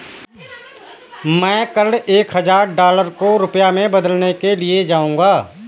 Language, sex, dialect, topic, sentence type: Hindi, male, Kanauji Braj Bhasha, banking, statement